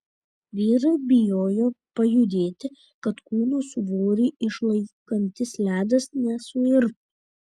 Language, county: Lithuanian, Šiauliai